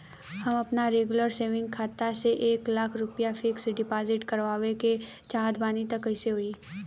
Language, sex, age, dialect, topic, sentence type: Bhojpuri, female, 18-24, Southern / Standard, banking, question